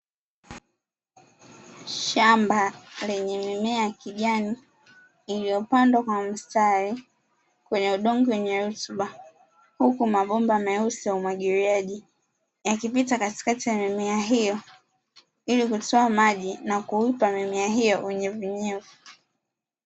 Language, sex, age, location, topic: Swahili, female, 25-35, Dar es Salaam, agriculture